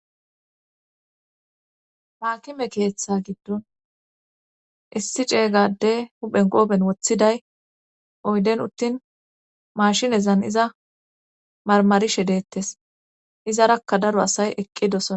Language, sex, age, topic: Gamo, female, 25-35, government